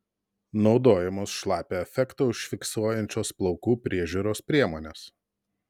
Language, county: Lithuanian, Telšiai